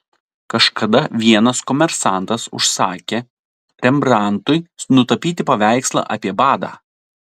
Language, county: Lithuanian, Telšiai